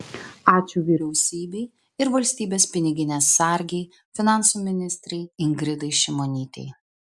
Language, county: Lithuanian, Vilnius